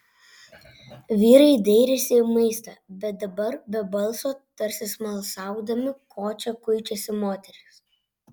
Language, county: Lithuanian, Vilnius